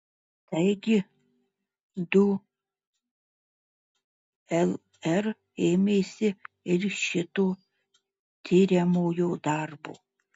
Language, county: Lithuanian, Marijampolė